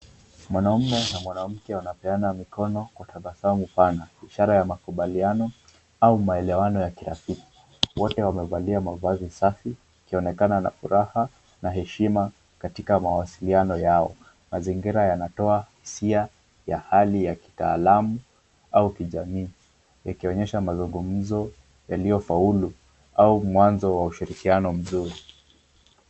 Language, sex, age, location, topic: Swahili, male, 18-24, Kisumu, government